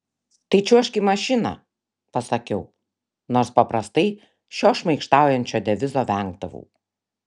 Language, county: Lithuanian, Šiauliai